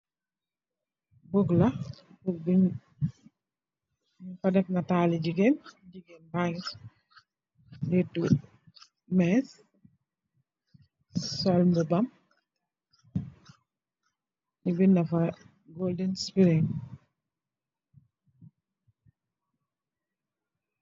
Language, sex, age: Wolof, female, 36-49